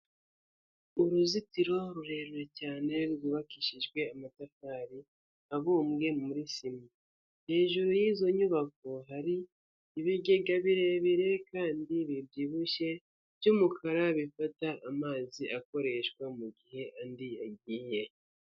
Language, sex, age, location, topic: Kinyarwanda, male, 50+, Kigali, government